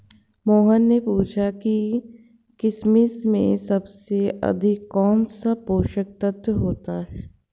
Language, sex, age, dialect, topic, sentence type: Hindi, female, 51-55, Hindustani Malvi Khadi Boli, agriculture, statement